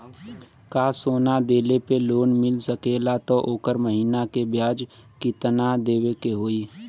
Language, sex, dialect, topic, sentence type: Bhojpuri, female, Western, banking, question